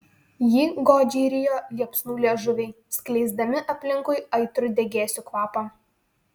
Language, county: Lithuanian, Vilnius